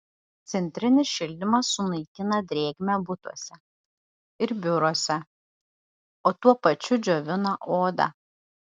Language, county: Lithuanian, Šiauliai